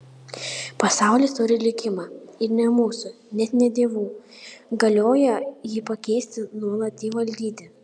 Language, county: Lithuanian, Panevėžys